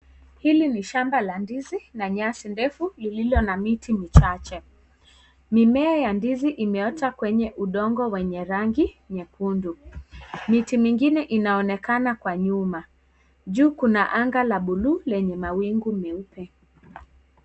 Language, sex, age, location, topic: Swahili, female, 18-24, Kisii, agriculture